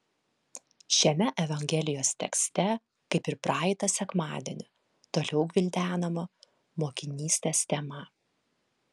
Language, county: Lithuanian, Vilnius